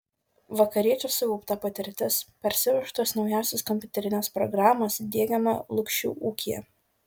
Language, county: Lithuanian, Šiauliai